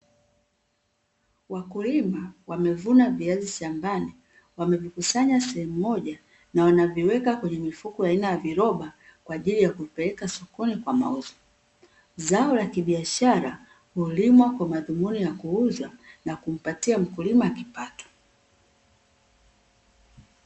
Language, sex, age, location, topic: Swahili, female, 36-49, Dar es Salaam, agriculture